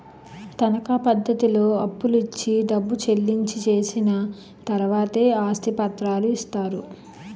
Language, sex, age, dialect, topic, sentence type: Telugu, female, 31-35, Utterandhra, banking, statement